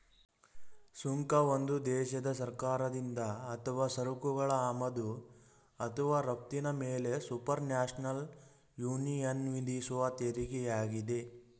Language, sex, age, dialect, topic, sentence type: Kannada, male, 41-45, Mysore Kannada, banking, statement